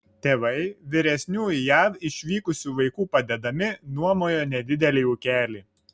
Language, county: Lithuanian, Šiauliai